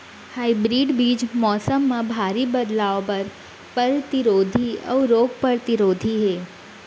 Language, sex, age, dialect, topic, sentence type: Chhattisgarhi, female, 18-24, Central, agriculture, statement